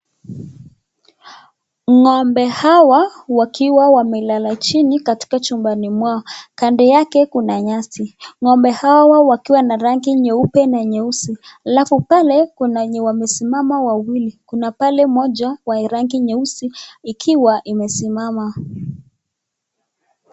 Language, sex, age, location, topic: Swahili, female, 25-35, Nakuru, agriculture